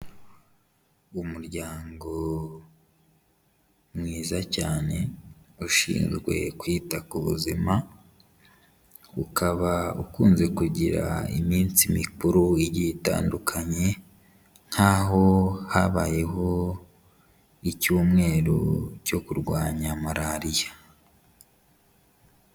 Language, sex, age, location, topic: Kinyarwanda, male, 18-24, Kigali, health